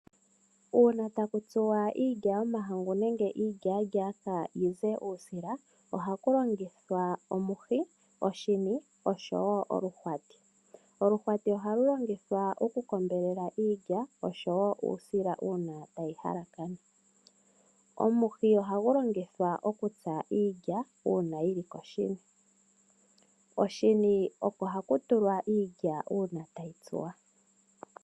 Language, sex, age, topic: Oshiwambo, female, 25-35, agriculture